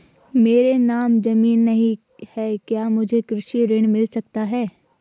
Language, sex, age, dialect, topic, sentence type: Hindi, female, 25-30, Garhwali, banking, question